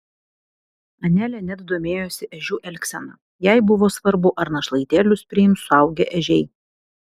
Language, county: Lithuanian, Vilnius